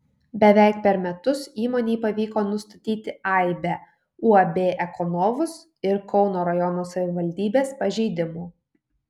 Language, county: Lithuanian, Kaunas